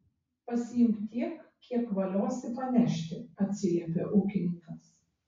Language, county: Lithuanian, Vilnius